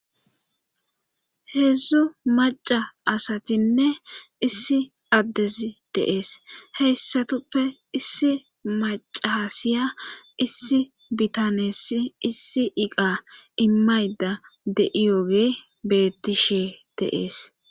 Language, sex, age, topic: Gamo, female, 25-35, government